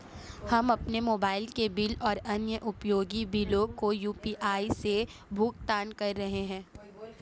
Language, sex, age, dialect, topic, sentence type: Hindi, female, 18-24, Marwari Dhudhari, banking, statement